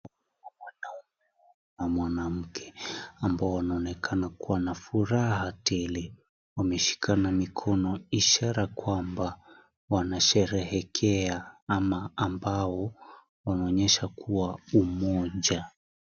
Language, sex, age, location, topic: Swahili, male, 18-24, Kisii, government